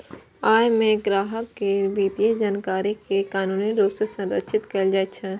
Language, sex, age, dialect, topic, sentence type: Maithili, female, 41-45, Eastern / Thethi, banking, statement